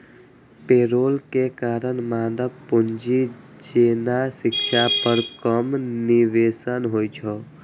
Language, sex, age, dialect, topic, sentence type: Maithili, male, 25-30, Eastern / Thethi, banking, statement